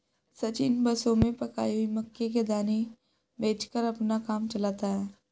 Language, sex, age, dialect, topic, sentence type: Hindi, female, 18-24, Hindustani Malvi Khadi Boli, agriculture, statement